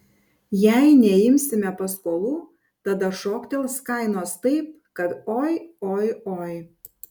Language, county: Lithuanian, Panevėžys